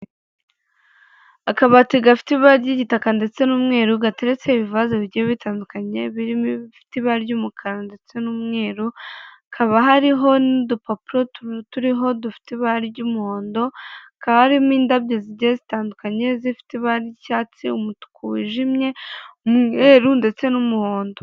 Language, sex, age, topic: Kinyarwanda, male, 25-35, finance